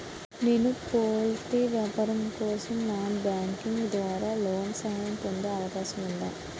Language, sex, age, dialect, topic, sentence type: Telugu, female, 18-24, Utterandhra, banking, question